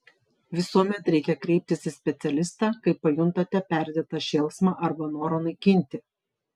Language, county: Lithuanian, Vilnius